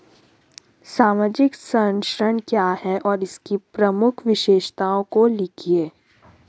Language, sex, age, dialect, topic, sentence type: Hindi, female, 36-40, Hindustani Malvi Khadi Boli, banking, question